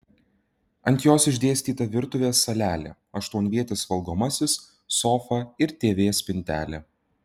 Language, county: Lithuanian, Utena